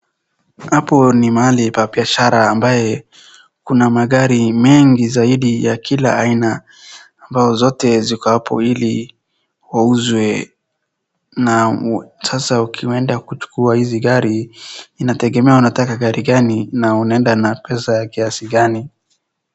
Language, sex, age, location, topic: Swahili, male, 18-24, Wajir, finance